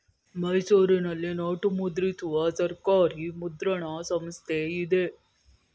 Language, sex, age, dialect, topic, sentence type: Kannada, male, 51-55, Mysore Kannada, banking, statement